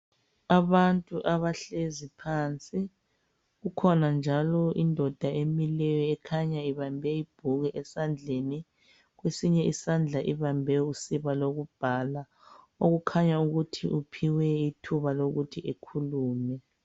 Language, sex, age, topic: North Ndebele, female, 25-35, health